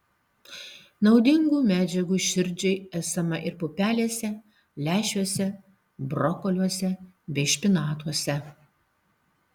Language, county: Lithuanian, Alytus